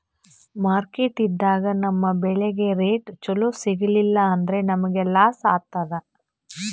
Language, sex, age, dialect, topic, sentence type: Kannada, female, 41-45, Northeastern, agriculture, statement